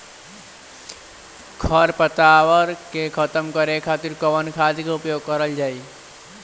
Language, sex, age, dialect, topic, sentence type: Bhojpuri, male, <18, Northern, agriculture, question